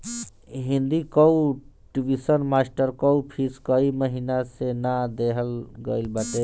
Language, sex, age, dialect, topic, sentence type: Bhojpuri, male, 60-100, Northern, banking, statement